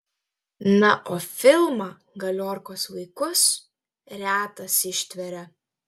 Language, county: Lithuanian, Telšiai